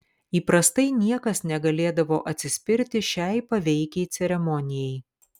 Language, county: Lithuanian, Kaunas